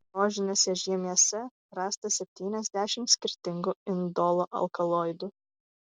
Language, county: Lithuanian, Vilnius